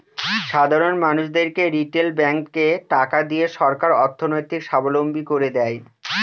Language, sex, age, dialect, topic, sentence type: Bengali, male, 25-30, Northern/Varendri, banking, statement